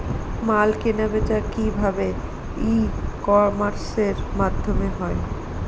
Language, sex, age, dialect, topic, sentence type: Bengali, female, 25-30, Northern/Varendri, agriculture, question